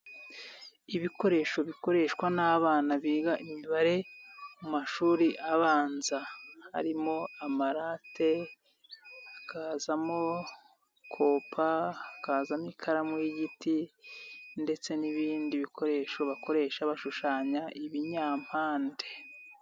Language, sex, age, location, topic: Kinyarwanda, male, 25-35, Nyagatare, education